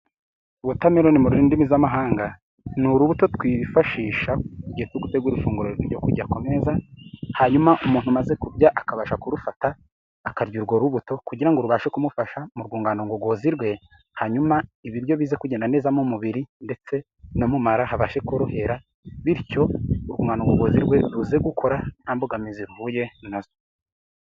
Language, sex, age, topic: Kinyarwanda, male, 18-24, finance